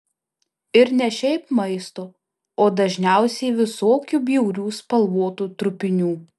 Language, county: Lithuanian, Alytus